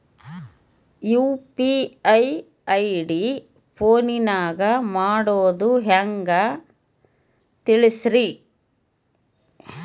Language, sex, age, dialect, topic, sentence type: Kannada, female, 51-55, Central, banking, question